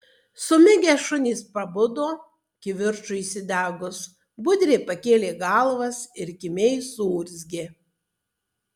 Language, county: Lithuanian, Tauragė